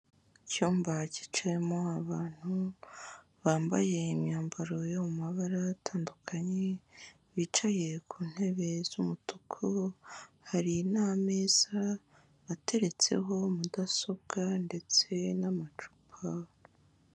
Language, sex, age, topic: Kinyarwanda, male, 18-24, government